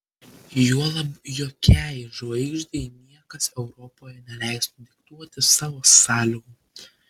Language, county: Lithuanian, Klaipėda